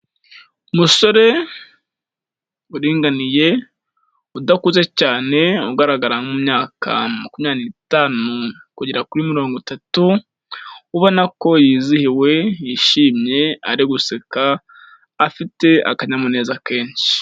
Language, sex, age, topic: Kinyarwanda, male, 18-24, health